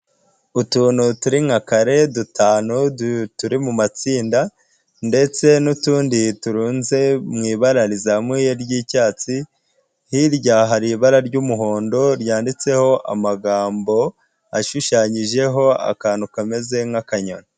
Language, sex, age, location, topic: Kinyarwanda, female, 18-24, Huye, health